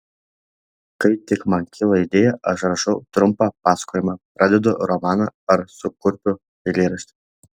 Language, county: Lithuanian, Šiauliai